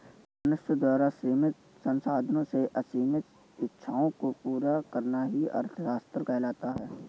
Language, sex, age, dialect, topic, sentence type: Hindi, male, 41-45, Awadhi Bundeli, banking, statement